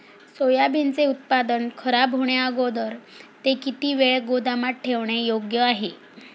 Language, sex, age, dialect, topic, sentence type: Marathi, female, 46-50, Standard Marathi, agriculture, question